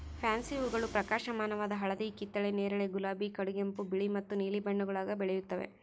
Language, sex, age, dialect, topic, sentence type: Kannada, female, 18-24, Central, agriculture, statement